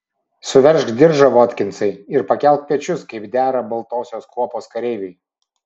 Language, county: Lithuanian, Vilnius